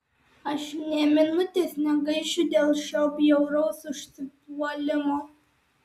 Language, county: Lithuanian, Alytus